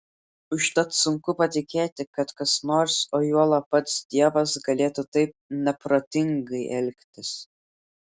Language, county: Lithuanian, Klaipėda